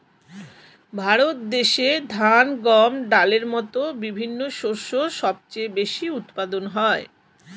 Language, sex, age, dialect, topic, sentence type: Bengali, female, 51-55, Standard Colloquial, agriculture, statement